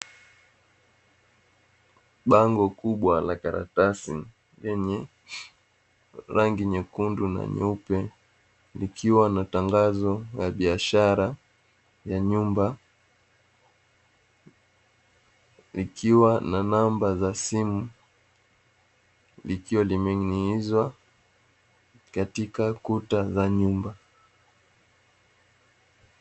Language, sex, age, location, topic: Swahili, male, 18-24, Dar es Salaam, finance